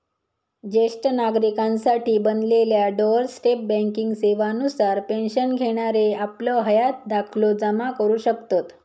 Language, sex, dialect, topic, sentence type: Marathi, female, Southern Konkan, banking, statement